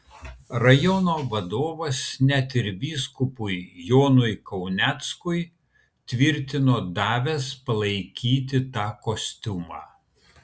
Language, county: Lithuanian, Kaunas